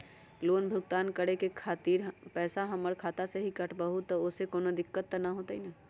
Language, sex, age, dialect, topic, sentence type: Magahi, female, 31-35, Western, banking, question